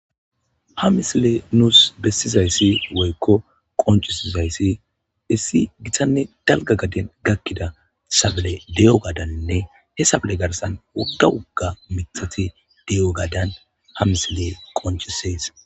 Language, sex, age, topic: Gamo, male, 25-35, agriculture